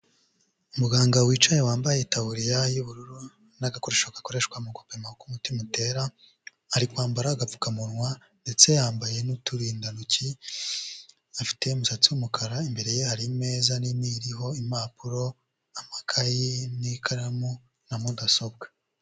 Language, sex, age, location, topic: Kinyarwanda, male, 25-35, Huye, health